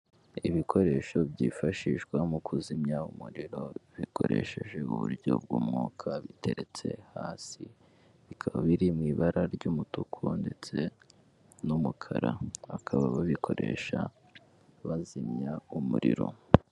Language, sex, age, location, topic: Kinyarwanda, male, 18-24, Kigali, government